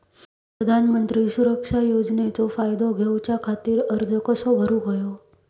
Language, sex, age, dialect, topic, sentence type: Marathi, female, 31-35, Southern Konkan, banking, question